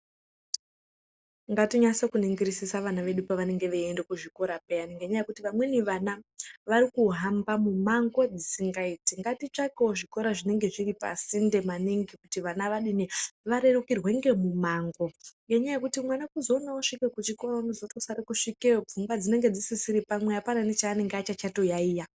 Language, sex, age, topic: Ndau, female, 36-49, health